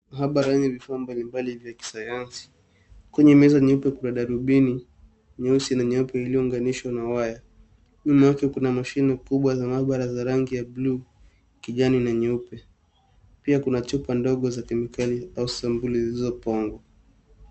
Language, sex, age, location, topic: Swahili, male, 18-24, Nairobi, health